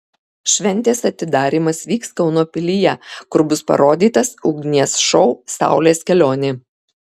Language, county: Lithuanian, Kaunas